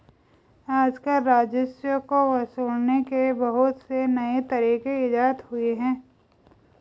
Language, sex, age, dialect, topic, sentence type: Hindi, female, 25-30, Garhwali, banking, statement